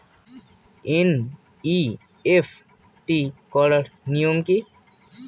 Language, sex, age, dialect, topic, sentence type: Bengali, male, <18, Standard Colloquial, banking, question